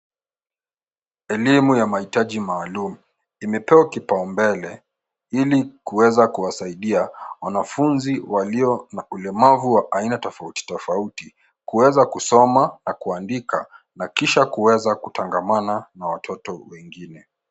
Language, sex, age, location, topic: Swahili, male, 18-24, Nairobi, education